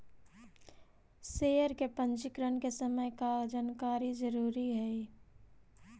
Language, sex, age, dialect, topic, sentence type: Magahi, female, 18-24, Central/Standard, banking, statement